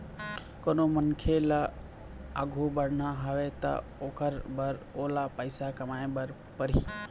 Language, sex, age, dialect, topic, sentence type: Chhattisgarhi, male, 25-30, Eastern, banking, statement